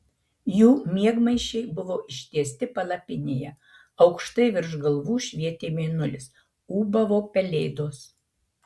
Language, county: Lithuanian, Marijampolė